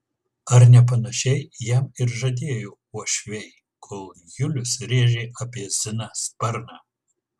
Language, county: Lithuanian, Kaunas